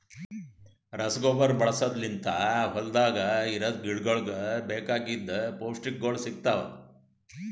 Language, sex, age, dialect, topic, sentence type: Kannada, male, 60-100, Northeastern, agriculture, statement